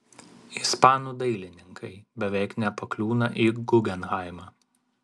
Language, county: Lithuanian, Vilnius